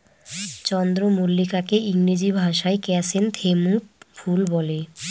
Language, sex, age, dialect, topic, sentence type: Bengali, female, 25-30, Northern/Varendri, agriculture, statement